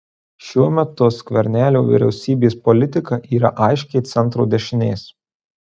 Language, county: Lithuanian, Marijampolė